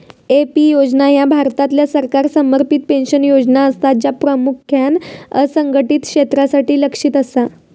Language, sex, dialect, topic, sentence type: Marathi, female, Southern Konkan, banking, statement